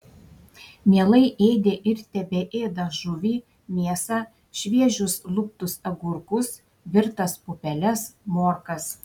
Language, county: Lithuanian, Šiauliai